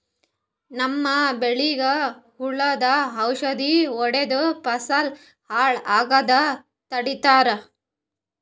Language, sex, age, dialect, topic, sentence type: Kannada, female, 18-24, Northeastern, agriculture, statement